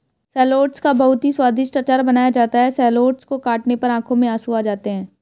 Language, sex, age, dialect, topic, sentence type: Hindi, male, 18-24, Hindustani Malvi Khadi Boli, agriculture, statement